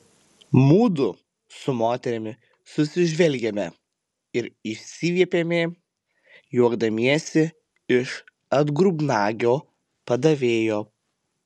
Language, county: Lithuanian, Panevėžys